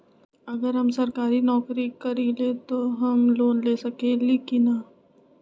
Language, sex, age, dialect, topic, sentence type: Magahi, female, 25-30, Western, banking, question